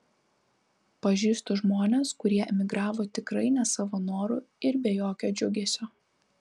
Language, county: Lithuanian, Kaunas